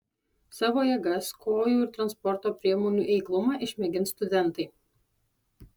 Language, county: Lithuanian, Alytus